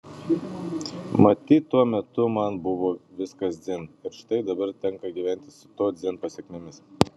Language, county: Lithuanian, Panevėžys